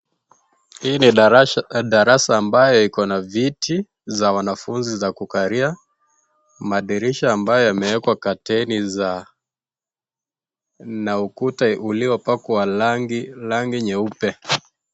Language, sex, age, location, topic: Swahili, male, 18-24, Kisii, education